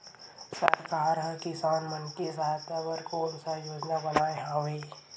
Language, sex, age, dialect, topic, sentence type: Chhattisgarhi, male, 18-24, Western/Budati/Khatahi, agriculture, question